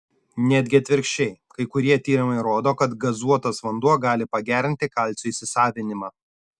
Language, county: Lithuanian, Šiauliai